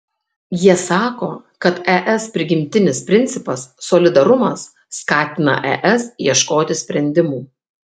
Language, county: Lithuanian, Kaunas